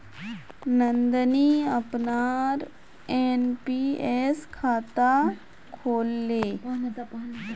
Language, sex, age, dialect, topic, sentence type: Magahi, female, 25-30, Northeastern/Surjapuri, banking, statement